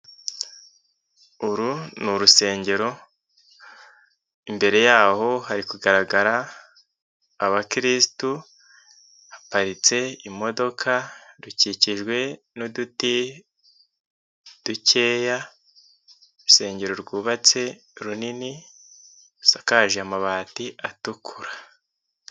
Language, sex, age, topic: Kinyarwanda, male, 25-35, finance